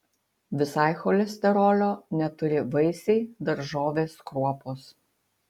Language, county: Lithuanian, Utena